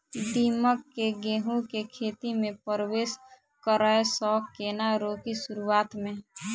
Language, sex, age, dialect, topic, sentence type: Maithili, female, 18-24, Southern/Standard, agriculture, question